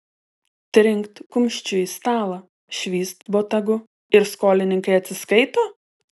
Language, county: Lithuanian, Telšiai